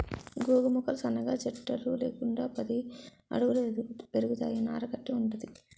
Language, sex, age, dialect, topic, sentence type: Telugu, female, 36-40, Utterandhra, agriculture, statement